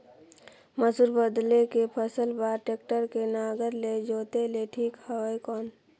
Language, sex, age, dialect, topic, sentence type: Chhattisgarhi, female, 41-45, Northern/Bhandar, agriculture, question